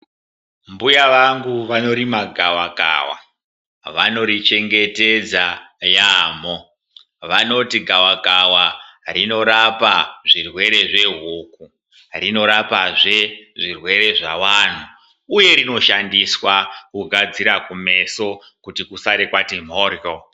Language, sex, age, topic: Ndau, male, 36-49, health